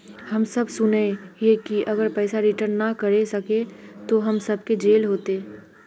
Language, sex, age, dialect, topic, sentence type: Magahi, female, 36-40, Northeastern/Surjapuri, banking, question